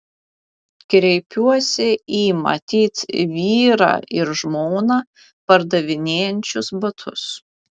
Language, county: Lithuanian, Vilnius